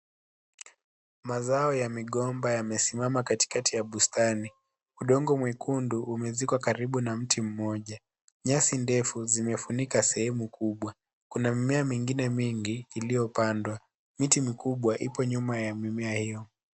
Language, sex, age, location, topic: Swahili, male, 18-24, Kisii, agriculture